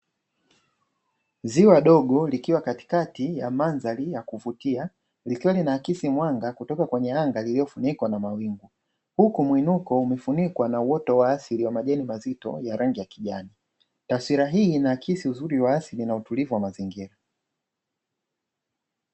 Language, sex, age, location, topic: Swahili, male, 25-35, Dar es Salaam, agriculture